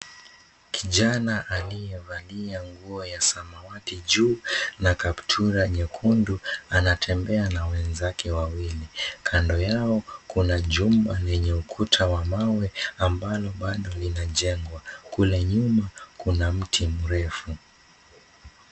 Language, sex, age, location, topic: Swahili, male, 18-24, Mombasa, education